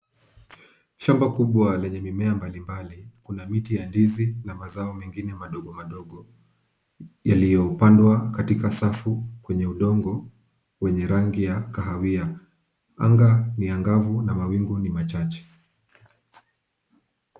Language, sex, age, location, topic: Swahili, male, 25-35, Kisumu, agriculture